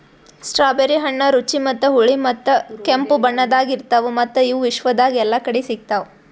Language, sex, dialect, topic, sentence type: Kannada, female, Northeastern, agriculture, statement